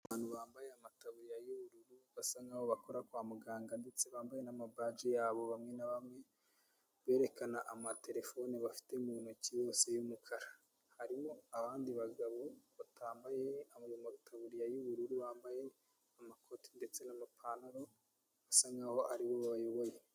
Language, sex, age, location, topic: Kinyarwanda, male, 18-24, Kigali, health